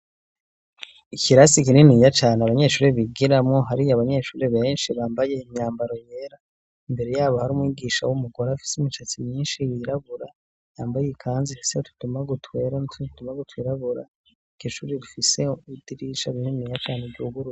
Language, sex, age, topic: Rundi, male, 25-35, education